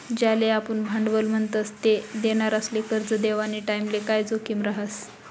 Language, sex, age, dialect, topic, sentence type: Marathi, female, 25-30, Northern Konkan, banking, statement